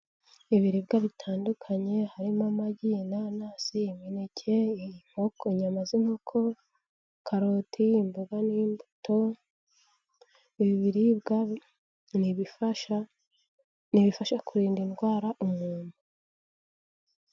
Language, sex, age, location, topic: Kinyarwanda, female, 18-24, Kigali, health